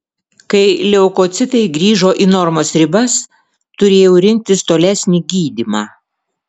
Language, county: Lithuanian, Vilnius